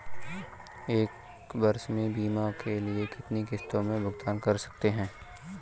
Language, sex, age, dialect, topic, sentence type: Hindi, male, 31-35, Awadhi Bundeli, banking, question